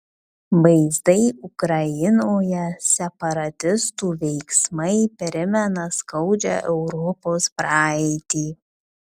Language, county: Lithuanian, Kaunas